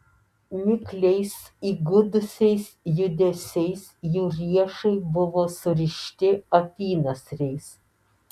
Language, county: Lithuanian, Alytus